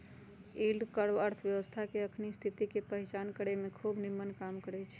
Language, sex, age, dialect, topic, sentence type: Magahi, female, 31-35, Western, banking, statement